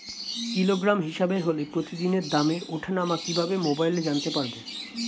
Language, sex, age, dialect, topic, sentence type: Bengali, male, 18-24, Standard Colloquial, agriculture, question